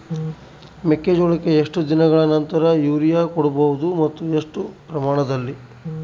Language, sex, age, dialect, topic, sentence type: Kannada, male, 31-35, Central, agriculture, question